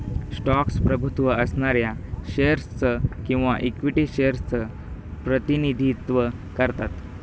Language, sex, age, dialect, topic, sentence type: Marathi, male, 18-24, Northern Konkan, banking, statement